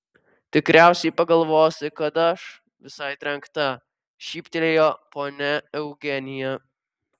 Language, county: Lithuanian, Vilnius